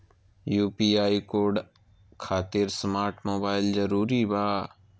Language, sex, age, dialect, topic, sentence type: Magahi, male, 18-24, Southern, banking, question